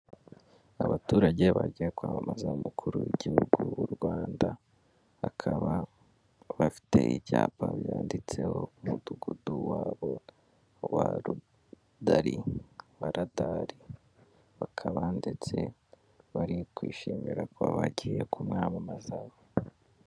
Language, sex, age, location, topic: Kinyarwanda, male, 18-24, Kigali, government